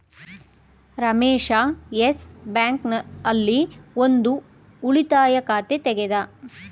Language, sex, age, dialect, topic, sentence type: Kannada, female, 25-30, Mysore Kannada, banking, statement